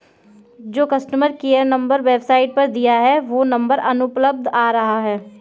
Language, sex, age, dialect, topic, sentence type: Hindi, female, 41-45, Kanauji Braj Bhasha, banking, statement